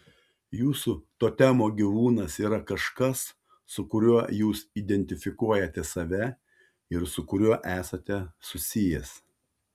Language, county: Lithuanian, Panevėžys